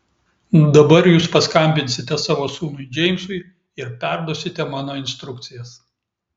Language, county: Lithuanian, Klaipėda